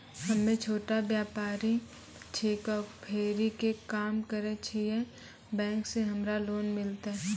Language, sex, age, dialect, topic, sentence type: Maithili, female, 18-24, Angika, banking, question